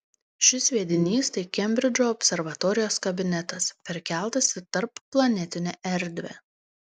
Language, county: Lithuanian, Panevėžys